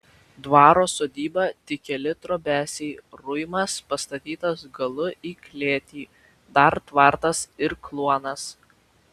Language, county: Lithuanian, Vilnius